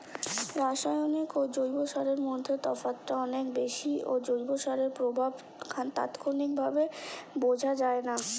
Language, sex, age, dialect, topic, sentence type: Bengali, female, 25-30, Standard Colloquial, agriculture, question